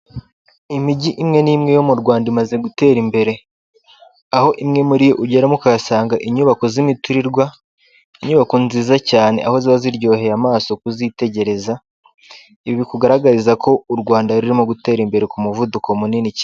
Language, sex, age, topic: Kinyarwanda, male, 18-24, government